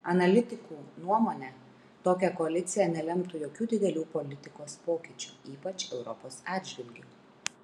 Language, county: Lithuanian, Kaunas